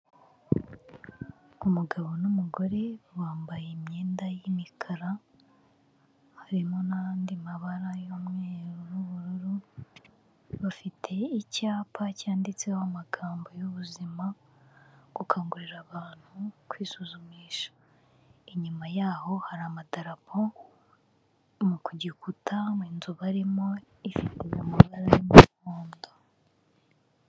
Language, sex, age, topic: Kinyarwanda, female, 25-35, health